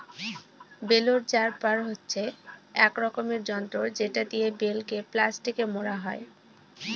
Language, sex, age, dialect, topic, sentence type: Bengali, female, 18-24, Northern/Varendri, agriculture, statement